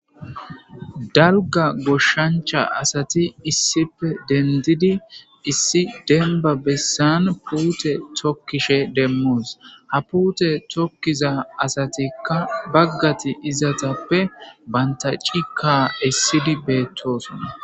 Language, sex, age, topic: Gamo, female, 18-24, government